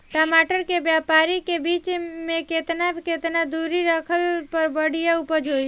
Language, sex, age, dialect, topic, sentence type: Bhojpuri, female, 18-24, Southern / Standard, agriculture, question